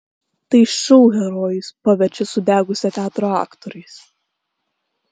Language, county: Lithuanian, Klaipėda